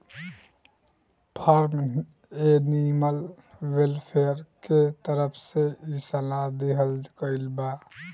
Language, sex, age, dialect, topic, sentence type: Bhojpuri, male, 18-24, Southern / Standard, agriculture, statement